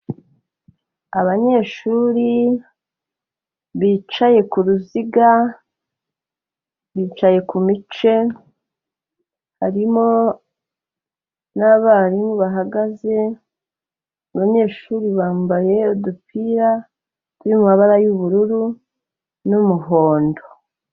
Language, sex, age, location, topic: Kinyarwanda, female, 36-49, Kigali, health